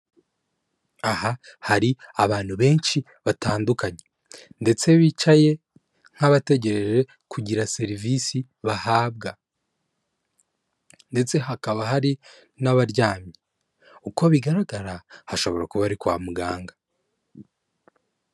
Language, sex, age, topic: Kinyarwanda, male, 25-35, government